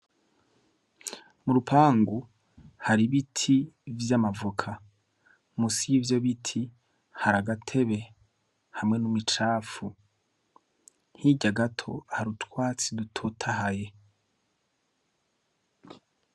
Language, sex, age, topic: Rundi, male, 25-35, education